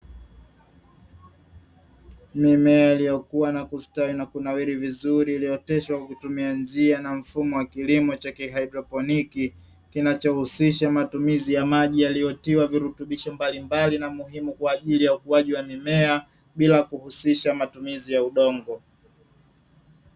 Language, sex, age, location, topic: Swahili, male, 25-35, Dar es Salaam, agriculture